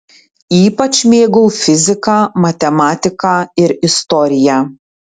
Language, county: Lithuanian, Tauragė